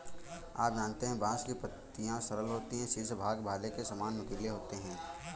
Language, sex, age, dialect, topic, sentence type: Hindi, male, 18-24, Kanauji Braj Bhasha, agriculture, statement